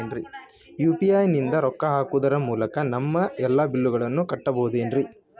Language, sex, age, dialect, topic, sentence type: Kannada, male, 25-30, Dharwad Kannada, banking, question